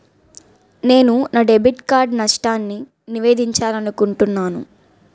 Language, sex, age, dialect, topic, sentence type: Telugu, female, 18-24, Utterandhra, banking, statement